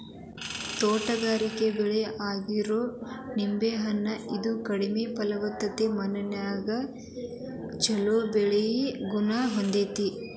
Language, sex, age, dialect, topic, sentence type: Kannada, female, 18-24, Dharwad Kannada, agriculture, statement